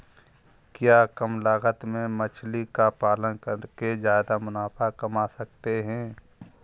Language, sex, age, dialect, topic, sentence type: Hindi, male, 51-55, Kanauji Braj Bhasha, agriculture, question